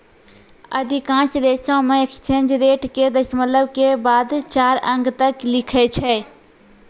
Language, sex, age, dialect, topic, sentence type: Maithili, female, 25-30, Angika, banking, statement